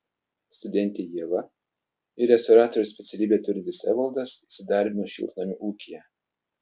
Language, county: Lithuanian, Telšiai